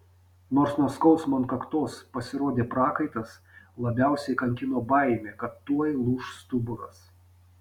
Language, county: Lithuanian, Panevėžys